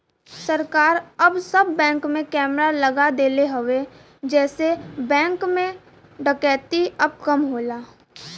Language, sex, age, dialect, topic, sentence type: Bhojpuri, female, 18-24, Western, banking, statement